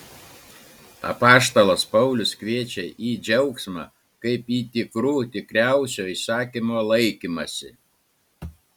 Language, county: Lithuanian, Klaipėda